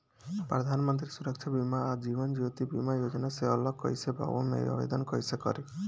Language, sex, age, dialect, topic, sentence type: Bhojpuri, male, 18-24, Southern / Standard, banking, question